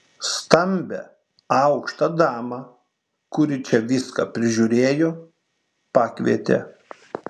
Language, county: Lithuanian, Šiauliai